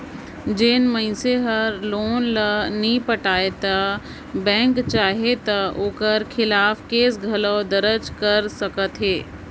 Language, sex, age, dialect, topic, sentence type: Chhattisgarhi, female, 56-60, Northern/Bhandar, banking, statement